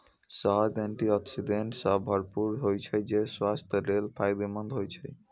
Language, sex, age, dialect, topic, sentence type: Maithili, female, 46-50, Eastern / Thethi, agriculture, statement